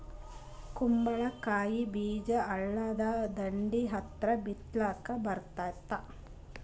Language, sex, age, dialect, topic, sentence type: Kannada, female, 31-35, Northeastern, agriculture, question